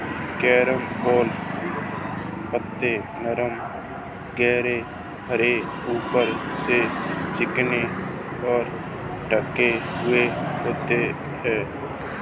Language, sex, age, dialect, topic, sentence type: Hindi, male, 25-30, Marwari Dhudhari, agriculture, statement